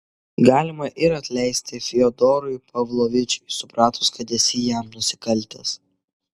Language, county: Lithuanian, Kaunas